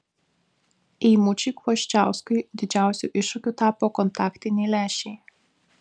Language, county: Lithuanian, Vilnius